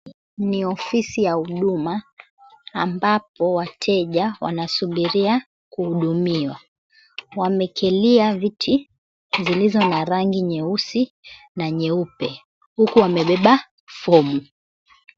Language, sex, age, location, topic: Swahili, female, 25-35, Mombasa, government